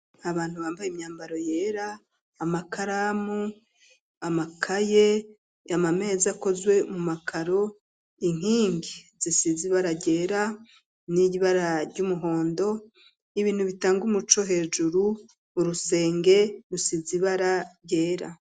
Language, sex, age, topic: Rundi, female, 36-49, education